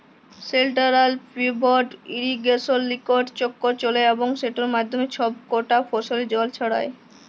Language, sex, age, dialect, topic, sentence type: Bengali, female, <18, Jharkhandi, agriculture, statement